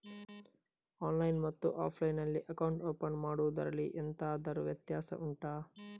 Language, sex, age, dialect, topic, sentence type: Kannada, male, 31-35, Coastal/Dakshin, banking, question